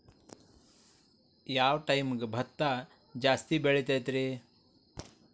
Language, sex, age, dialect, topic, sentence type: Kannada, male, 46-50, Dharwad Kannada, agriculture, question